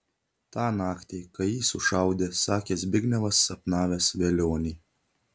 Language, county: Lithuanian, Telšiai